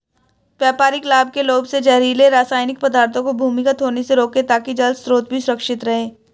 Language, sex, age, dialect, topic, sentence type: Hindi, male, 18-24, Hindustani Malvi Khadi Boli, agriculture, statement